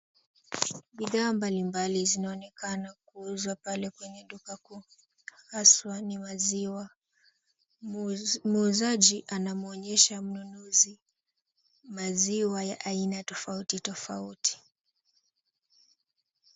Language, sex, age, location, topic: Swahili, female, 18-24, Kisumu, finance